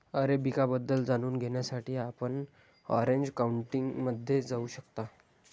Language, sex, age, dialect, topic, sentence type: Marathi, male, 18-24, Standard Marathi, agriculture, statement